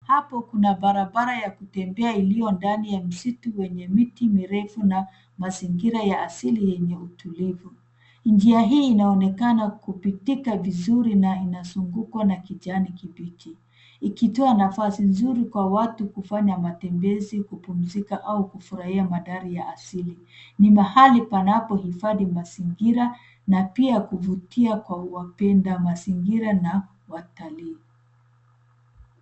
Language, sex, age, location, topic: Swahili, female, 36-49, Nairobi, government